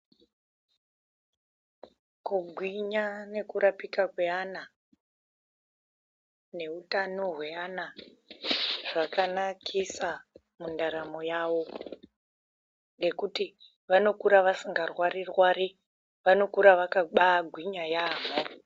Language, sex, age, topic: Ndau, female, 18-24, health